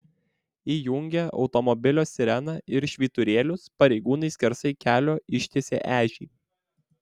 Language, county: Lithuanian, Vilnius